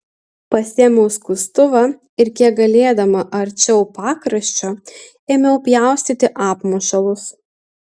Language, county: Lithuanian, Utena